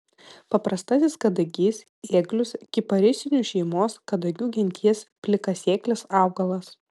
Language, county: Lithuanian, Vilnius